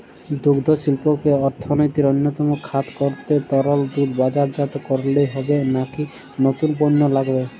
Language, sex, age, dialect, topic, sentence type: Bengali, male, 18-24, Jharkhandi, agriculture, question